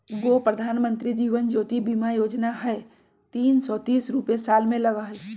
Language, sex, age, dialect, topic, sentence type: Magahi, male, 18-24, Western, banking, question